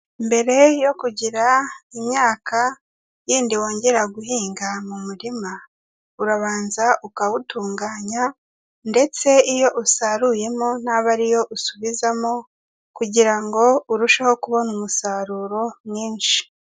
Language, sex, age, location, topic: Kinyarwanda, female, 18-24, Kigali, agriculture